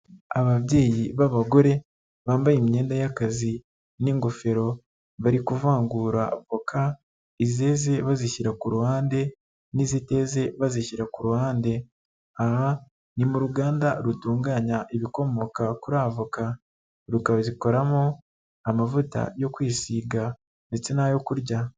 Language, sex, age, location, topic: Kinyarwanda, male, 36-49, Nyagatare, agriculture